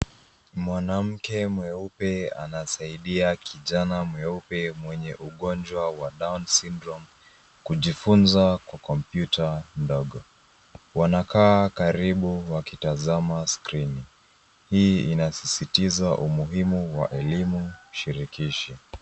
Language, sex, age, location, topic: Swahili, female, 36-49, Nairobi, education